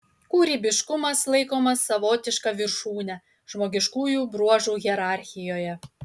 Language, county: Lithuanian, Utena